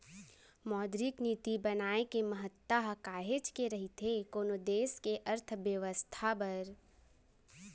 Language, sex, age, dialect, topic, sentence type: Chhattisgarhi, female, 18-24, Central, banking, statement